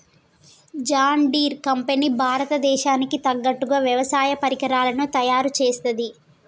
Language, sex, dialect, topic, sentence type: Telugu, female, Telangana, agriculture, statement